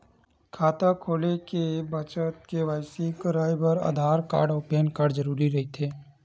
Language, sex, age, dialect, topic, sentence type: Chhattisgarhi, male, 46-50, Western/Budati/Khatahi, banking, statement